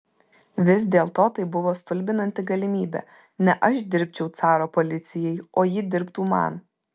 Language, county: Lithuanian, Vilnius